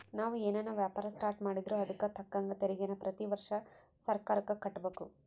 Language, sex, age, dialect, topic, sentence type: Kannada, female, 18-24, Central, banking, statement